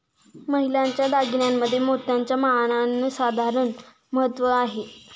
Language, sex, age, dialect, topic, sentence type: Marathi, female, 18-24, Standard Marathi, agriculture, statement